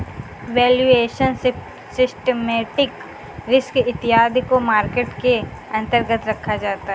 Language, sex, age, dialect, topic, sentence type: Hindi, female, 18-24, Kanauji Braj Bhasha, banking, statement